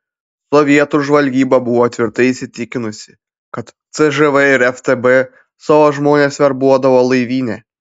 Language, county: Lithuanian, Panevėžys